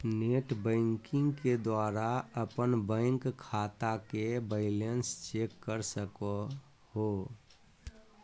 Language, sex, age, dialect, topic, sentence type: Magahi, male, 25-30, Southern, banking, statement